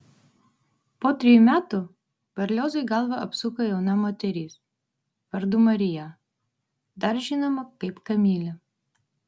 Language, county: Lithuanian, Vilnius